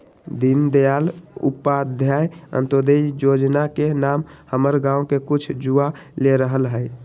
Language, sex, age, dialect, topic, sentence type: Magahi, male, 18-24, Western, banking, statement